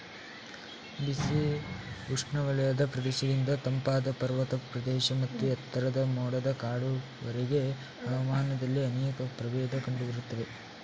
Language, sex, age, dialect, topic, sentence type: Kannada, male, 18-24, Mysore Kannada, agriculture, statement